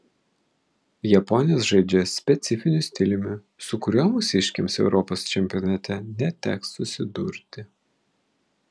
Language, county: Lithuanian, Vilnius